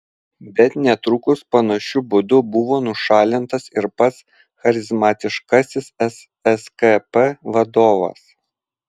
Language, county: Lithuanian, Vilnius